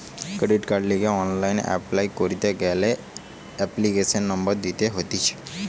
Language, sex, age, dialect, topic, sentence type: Bengali, male, 18-24, Western, banking, statement